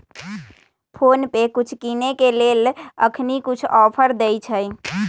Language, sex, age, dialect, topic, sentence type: Magahi, female, 18-24, Western, banking, statement